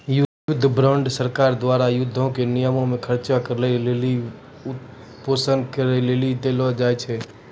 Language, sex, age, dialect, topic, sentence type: Maithili, male, 25-30, Angika, banking, statement